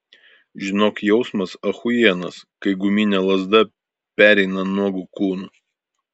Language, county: Lithuanian, Vilnius